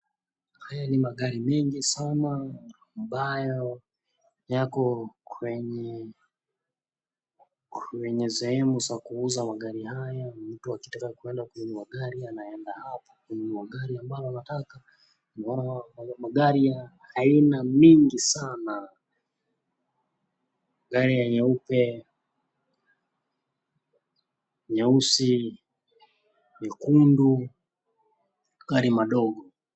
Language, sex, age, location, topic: Swahili, male, 25-35, Nakuru, finance